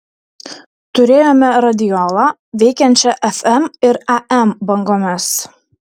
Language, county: Lithuanian, Šiauliai